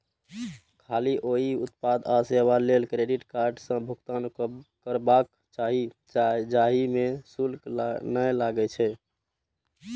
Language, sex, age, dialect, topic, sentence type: Maithili, male, 18-24, Eastern / Thethi, banking, statement